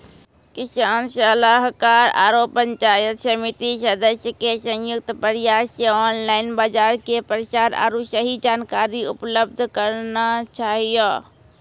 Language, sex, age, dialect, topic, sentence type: Maithili, female, 36-40, Angika, agriculture, question